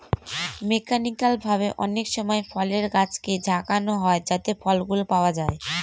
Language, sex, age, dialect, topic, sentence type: Bengali, female, 36-40, Northern/Varendri, agriculture, statement